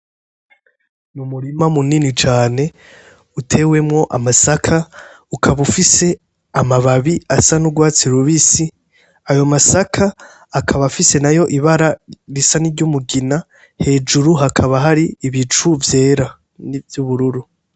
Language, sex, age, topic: Rundi, male, 18-24, agriculture